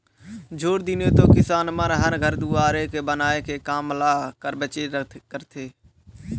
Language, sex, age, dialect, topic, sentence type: Chhattisgarhi, male, 51-55, Northern/Bhandar, banking, statement